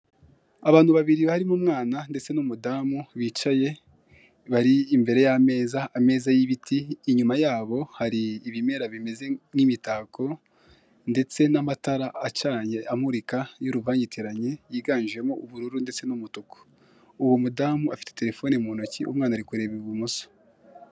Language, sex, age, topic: Kinyarwanda, male, 25-35, finance